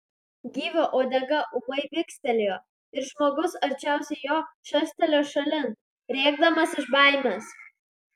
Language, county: Lithuanian, Klaipėda